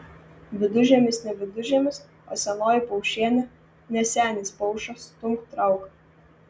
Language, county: Lithuanian, Vilnius